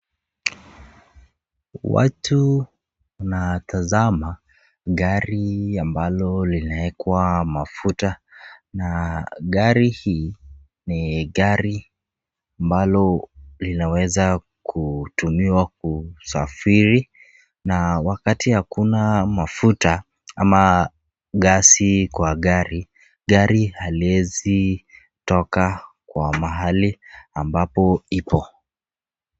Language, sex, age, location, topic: Swahili, female, 36-49, Nakuru, finance